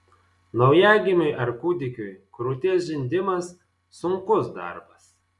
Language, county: Lithuanian, Marijampolė